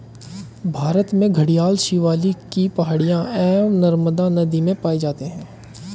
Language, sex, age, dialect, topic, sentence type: Hindi, male, 25-30, Hindustani Malvi Khadi Boli, agriculture, statement